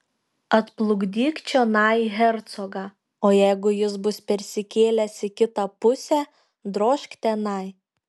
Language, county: Lithuanian, Šiauliai